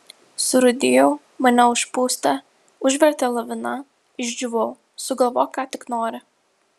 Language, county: Lithuanian, Vilnius